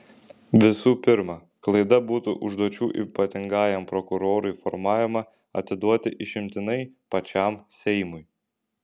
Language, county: Lithuanian, Šiauliai